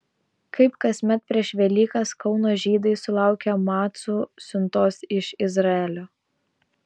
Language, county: Lithuanian, Vilnius